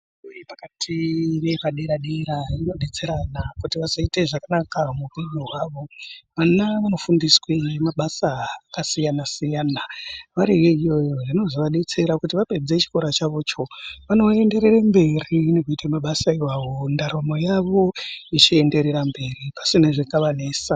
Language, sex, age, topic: Ndau, female, 36-49, education